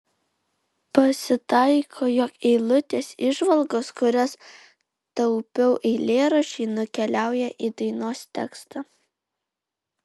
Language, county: Lithuanian, Alytus